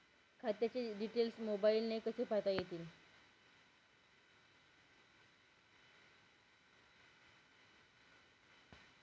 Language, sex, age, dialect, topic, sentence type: Marathi, female, 18-24, Northern Konkan, banking, question